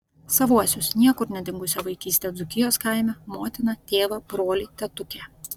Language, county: Lithuanian, Vilnius